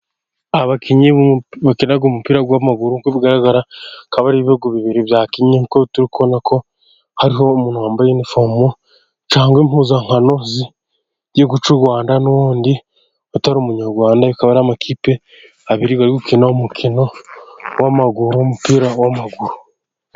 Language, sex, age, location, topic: Kinyarwanda, male, 25-35, Gakenke, government